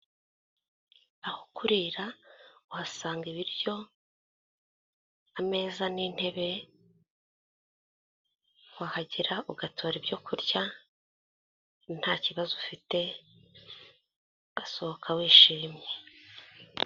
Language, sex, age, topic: Kinyarwanda, female, 25-35, finance